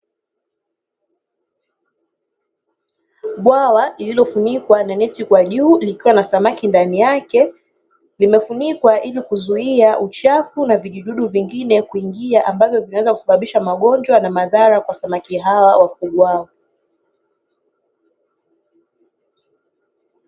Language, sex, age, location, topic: Swahili, female, 18-24, Dar es Salaam, agriculture